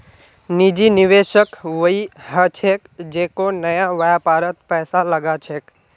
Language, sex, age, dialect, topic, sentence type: Magahi, male, 18-24, Northeastern/Surjapuri, banking, statement